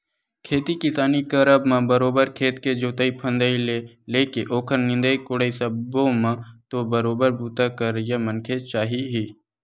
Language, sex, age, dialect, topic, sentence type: Chhattisgarhi, male, 18-24, Western/Budati/Khatahi, agriculture, statement